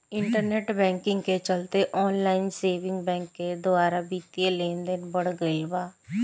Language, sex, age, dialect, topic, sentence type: Bhojpuri, female, 18-24, Southern / Standard, banking, statement